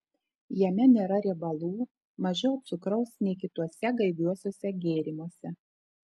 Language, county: Lithuanian, Telšiai